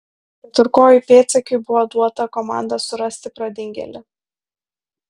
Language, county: Lithuanian, Vilnius